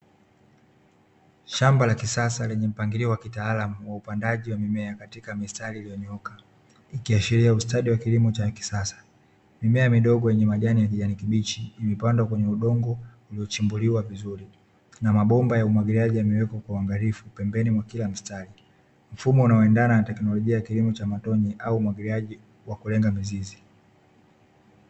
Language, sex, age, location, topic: Swahili, male, 25-35, Dar es Salaam, agriculture